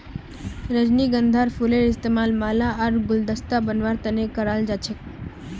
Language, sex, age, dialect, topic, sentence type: Magahi, female, 25-30, Northeastern/Surjapuri, agriculture, statement